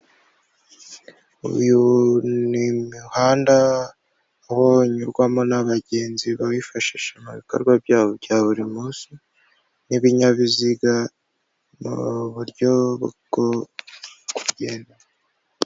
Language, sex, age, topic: Kinyarwanda, female, 25-35, government